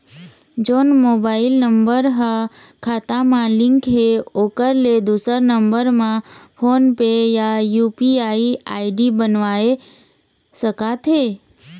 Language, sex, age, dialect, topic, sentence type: Chhattisgarhi, female, 25-30, Eastern, banking, question